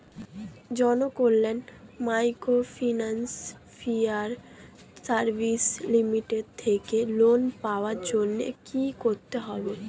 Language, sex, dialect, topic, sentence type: Bengali, female, Standard Colloquial, banking, question